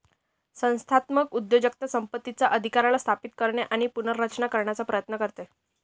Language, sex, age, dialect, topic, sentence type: Marathi, female, 51-55, Northern Konkan, banking, statement